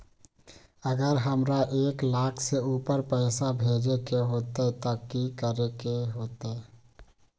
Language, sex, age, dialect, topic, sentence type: Magahi, male, 25-30, Western, banking, question